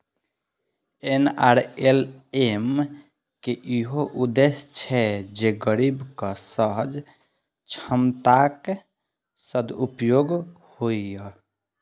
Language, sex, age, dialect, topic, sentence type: Maithili, female, 18-24, Eastern / Thethi, banking, statement